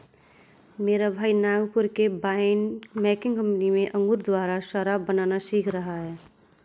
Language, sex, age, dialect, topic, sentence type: Hindi, male, 60-100, Kanauji Braj Bhasha, agriculture, statement